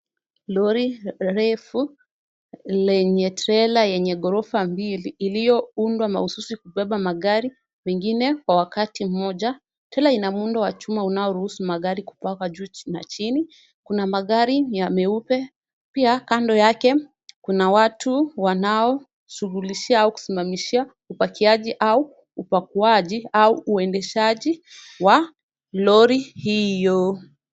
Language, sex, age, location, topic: Swahili, female, 18-24, Kisumu, finance